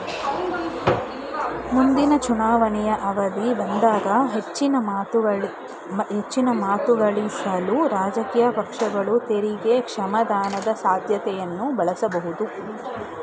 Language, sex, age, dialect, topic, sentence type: Kannada, female, 25-30, Mysore Kannada, banking, statement